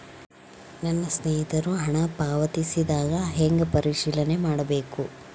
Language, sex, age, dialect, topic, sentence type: Kannada, female, 25-30, Central, banking, question